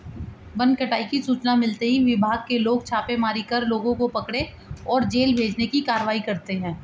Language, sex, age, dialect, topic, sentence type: Hindi, male, 36-40, Hindustani Malvi Khadi Boli, agriculture, statement